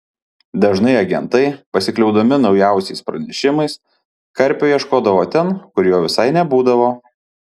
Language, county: Lithuanian, Panevėžys